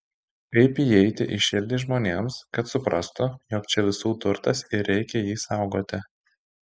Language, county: Lithuanian, Šiauliai